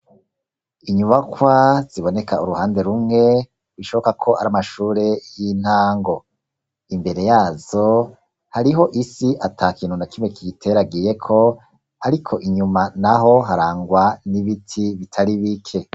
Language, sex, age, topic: Rundi, male, 36-49, education